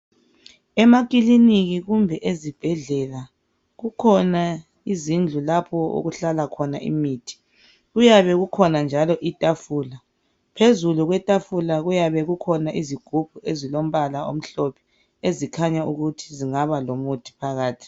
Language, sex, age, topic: North Ndebele, female, 25-35, health